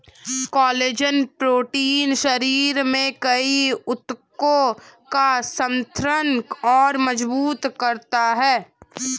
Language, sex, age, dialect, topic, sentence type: Hindi, female, 18-24, Hindustani Malvi Khadi Boli, agriculture, statement